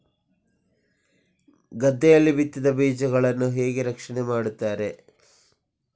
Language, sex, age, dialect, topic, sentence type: Kannada, male, 56-60, Coastal/Dakshin, agriculture, question